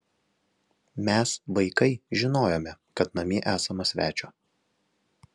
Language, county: Lithuanian, Alytus